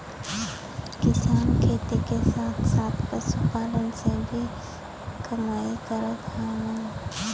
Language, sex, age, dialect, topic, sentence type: Bhojpuri, female, 18-24, Western, agriculture, statement